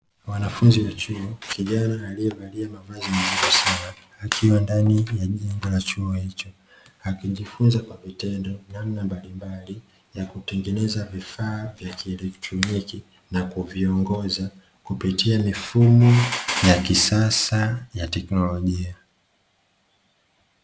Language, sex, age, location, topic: Swahili, male, 25-35, Dar es Salaam, education